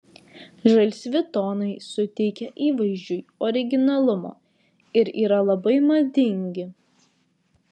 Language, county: Lithuanian, Vilnius